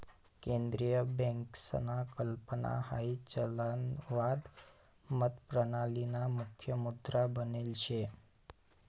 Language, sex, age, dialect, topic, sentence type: Marathi, male, 25-30, Northern Konkan, banking, statement